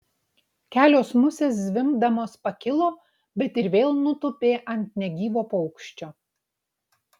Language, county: Lithuanian, Utena